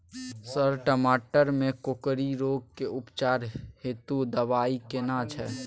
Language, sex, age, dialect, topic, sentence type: Maithili, male, 18-24, Bajjika, agriculture, question